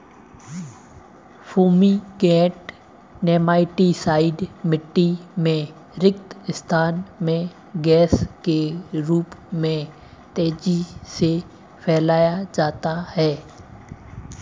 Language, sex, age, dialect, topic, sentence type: Hindi, male, 18-24, Marwari Dhudhari, agriculture, statement